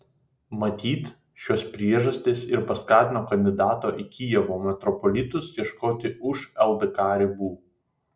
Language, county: Lithuanian, Vilnius